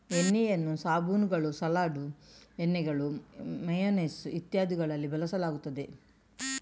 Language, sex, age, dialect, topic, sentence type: Kannada, female, 60-100, Coastal/Dakshin, agriculture, statement